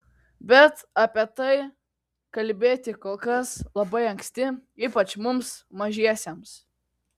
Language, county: Lithuanian, Kaunas